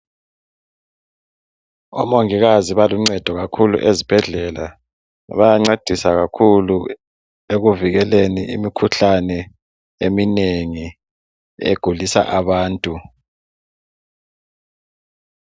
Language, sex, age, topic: North Ndebele, male, 36-49, health